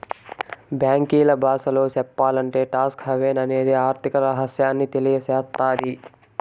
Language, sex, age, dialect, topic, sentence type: Telugu, male, 18-24, Southern, banking, statement